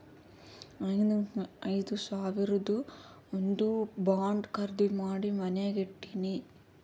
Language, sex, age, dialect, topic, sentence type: Kannada, female, 51-55, Northeastern, banking, statement